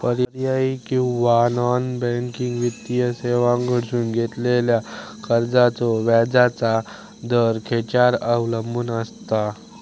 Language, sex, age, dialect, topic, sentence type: Marathi, male, 25-30, Southern Konkan, banking, question